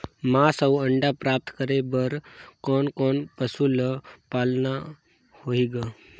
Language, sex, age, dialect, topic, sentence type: Chhattisgarhi, male, 18-24, Northern/Bhandar, agriculture, question